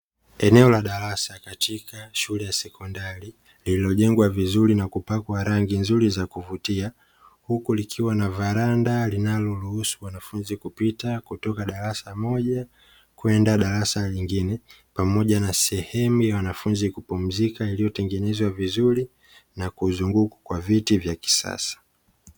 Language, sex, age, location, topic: Swahili, male, 25-35, Dar es Salaam, education